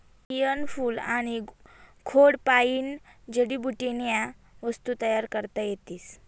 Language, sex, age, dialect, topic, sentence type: Marathi, female, 25-30, Northern Konkan, agriculture, statement